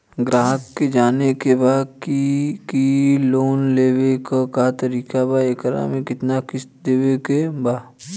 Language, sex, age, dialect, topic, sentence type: Bhojpuri, male, 25-30, Western, banking, question